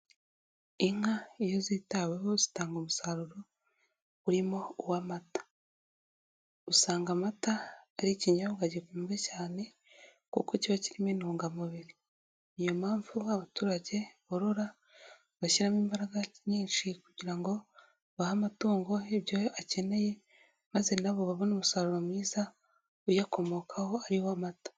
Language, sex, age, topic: Kinyarwanda, female, 18-24, agriculture